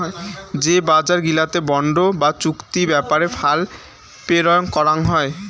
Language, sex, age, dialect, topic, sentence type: Bengali, male, 18-24, Rajbangshi, banking, statement